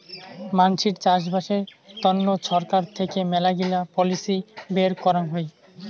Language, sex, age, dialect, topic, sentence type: Bengali, male, 18-24, Rajbangshi, agriculture, statement